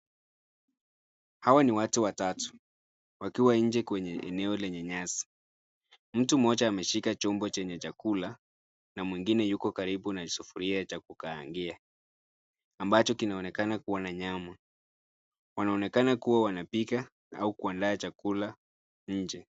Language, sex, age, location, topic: Swahili, male, 50+, Nairobi, education